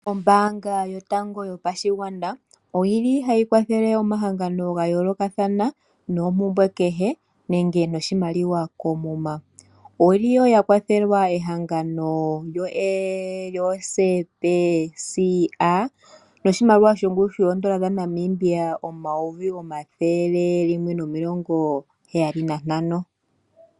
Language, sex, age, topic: Oshiwambo, female, 18-24, finance